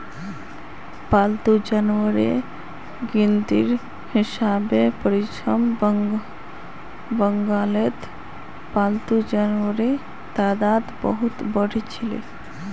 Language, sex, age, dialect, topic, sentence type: Magahi, female, 18-24, Northeastern/Surjapuri, agriculture, statement